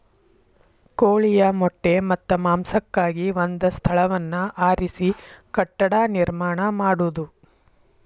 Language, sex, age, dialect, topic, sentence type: Kannada, female, 51-55, Dharwad Kannada, agriculture, statement